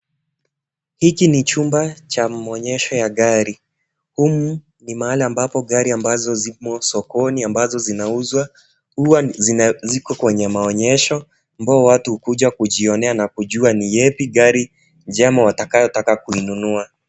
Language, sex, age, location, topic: Swahili, male, 18-24, Kisii, finance